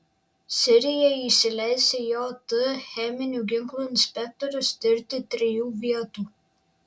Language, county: Lithuanian, Šiauliai